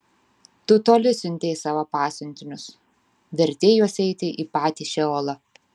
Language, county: Lithuanian, Vilnius